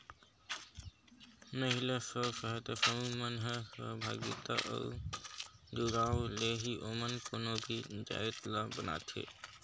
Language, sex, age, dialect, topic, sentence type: Chhattisgarhi, male, 60-100, Northern/Bhandar, banking, statement